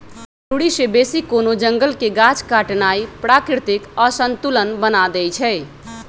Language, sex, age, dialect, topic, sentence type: Magahi, female, 31-35, Western, agriculture, statement